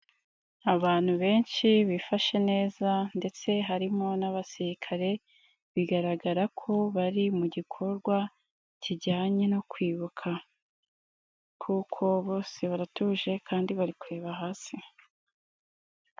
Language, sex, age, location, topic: Kinyarwanda, female, 18-24, Nyagatare, government